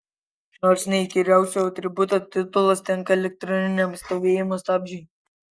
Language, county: Lithuanian, Kaunas